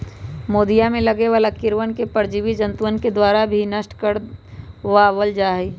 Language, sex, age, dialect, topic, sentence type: Magahi, female, 18-24, Western, agriculture, statement